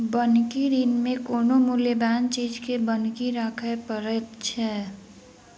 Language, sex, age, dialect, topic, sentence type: Maithili, female, 18-24, Southern/Standard, banking, statement